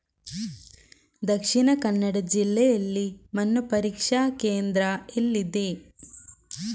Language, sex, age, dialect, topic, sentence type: Kannada, female, 18-24, Coastal/Dakshin, agriculture, question